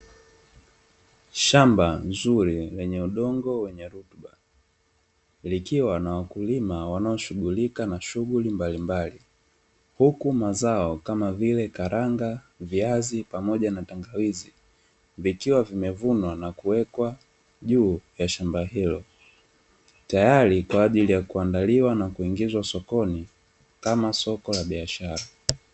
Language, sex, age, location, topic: Swahili, male, 25-35, Dar es Salaam, agriculture